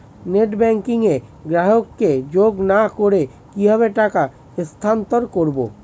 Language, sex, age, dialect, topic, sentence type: Bengali, male, 25-30, Standard Colloquial, banking, question